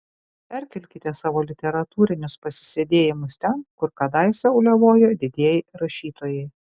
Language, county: Lithuanian, Kaunas